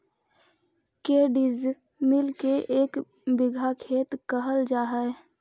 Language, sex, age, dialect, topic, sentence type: Magahi, female, 18-24, Central/Standard, agriculture, question